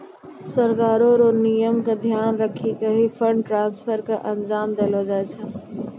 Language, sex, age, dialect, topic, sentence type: Maithili, female, 60-100, Angika, banking, statement